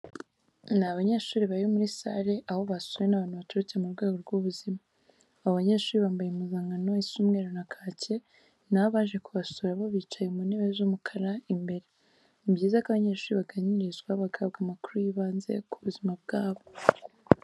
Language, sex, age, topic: Kinyarwanda, female, 18-24, education